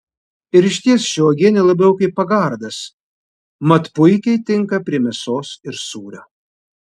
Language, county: Lithuanian, Vilnius